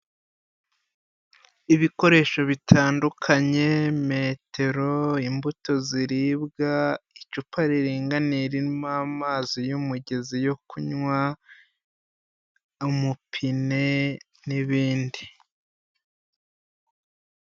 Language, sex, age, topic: Kinyarwanda, male, 25-35, health